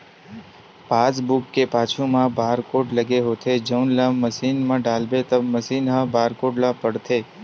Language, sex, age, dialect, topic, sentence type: Chhattisgarhi, male, 18-24, Western/Budati/Khatahi, banking, statement